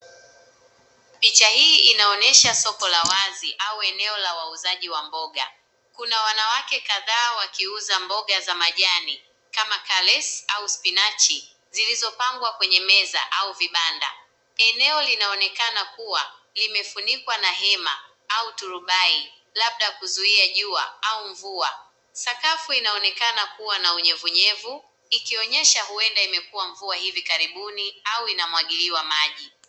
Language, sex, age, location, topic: Swahili, male, 18-24, Nakuru, finance